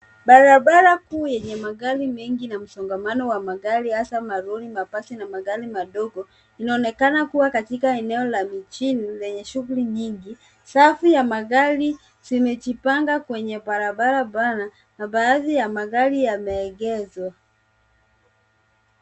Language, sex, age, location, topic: Swahili, female, 25-35, Nairobi, government